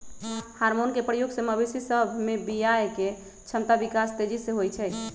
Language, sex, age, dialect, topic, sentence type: Magahi, female, 31-35, Western, agriculture, statement